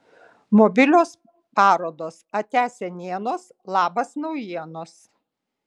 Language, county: Lithuanian, Kaunas